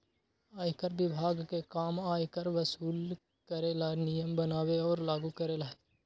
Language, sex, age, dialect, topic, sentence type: Magahi, male, 25-30, Western, banking, statement